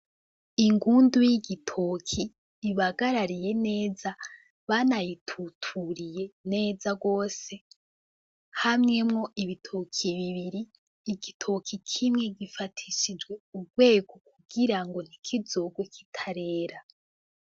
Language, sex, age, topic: Rundi, female, 18-24, agriculture